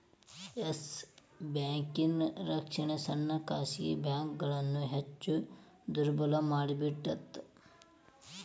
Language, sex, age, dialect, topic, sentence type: Kannada, male, 18-24, Dharwad Kannada, banking, statement